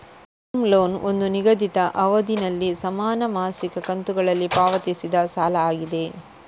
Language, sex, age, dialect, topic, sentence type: Kannada, female, 31-35, Coastal/Dakshin, banking, statement